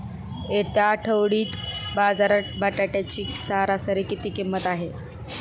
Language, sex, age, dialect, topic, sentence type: Marathi, female, 18-24, Standard Marathi, agriculture, question